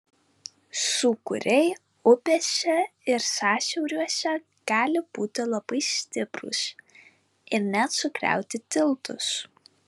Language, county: Lithuanian, Vilnius